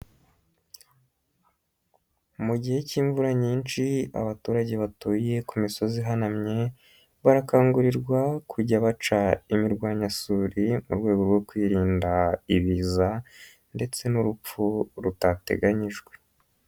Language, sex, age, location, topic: Kinyarwanda, male, 25-35, Nyagatare, agriculture